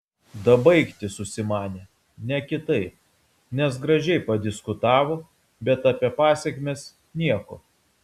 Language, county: Lithuanian, Vilnius